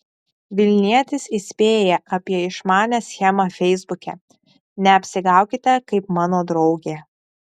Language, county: Lithuanian, Šiauliai